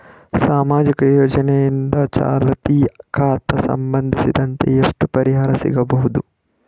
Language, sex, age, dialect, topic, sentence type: Kannada, male, 18-24, Northeastern, banking, question